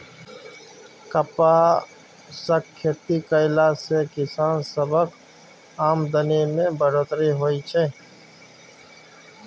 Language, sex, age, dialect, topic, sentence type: Maithili, male, 25-30, Bajjika, agriculture, statement